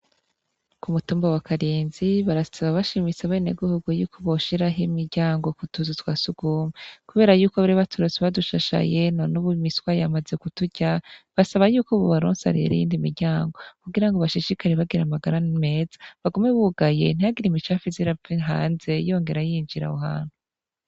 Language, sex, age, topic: Rundi, female, 25-35, education